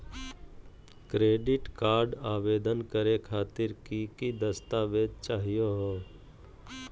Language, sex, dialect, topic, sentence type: Magahi, male, Southern, banking, question